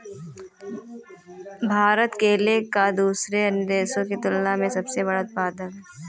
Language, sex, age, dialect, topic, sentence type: Hindi, female, 18-24, Marwari Dhudhari, agriculture, statement